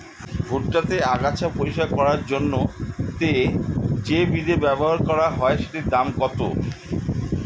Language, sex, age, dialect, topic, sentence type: Bengali, male, 51-55, Standard Colloquial, agriculture, question